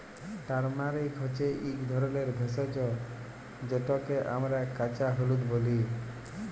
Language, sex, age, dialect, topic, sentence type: Bengali, male, 18-24, Jharkhandi, agriculture, statement